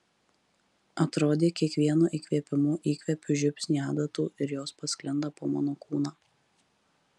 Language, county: Lithuanian, Marijampolė